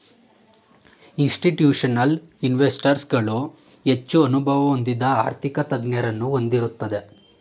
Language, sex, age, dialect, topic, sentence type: Kannada, male, 18-24, Mysore Kannada, banking, statement